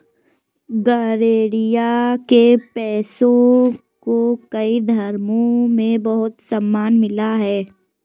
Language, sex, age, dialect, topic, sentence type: Hindi, female, 56-60, Kanauji Braj Bhasha, agriculture, statement